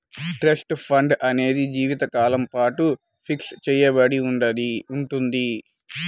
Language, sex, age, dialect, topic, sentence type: Telugu, male, 18-24, Central/Coastal, banking, statement